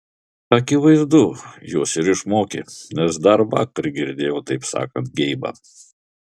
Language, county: Lithuanian, Klaipėda